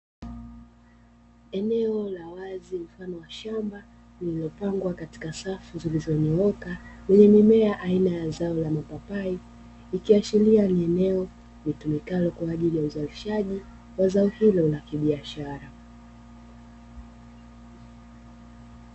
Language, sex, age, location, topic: Swahili, female, 25-35, Dar es Salaam, agriculture